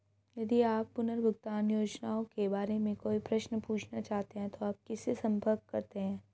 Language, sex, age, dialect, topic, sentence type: Hindi, female, 31-35, Hindustani Malvi Khadi Boli, banking, question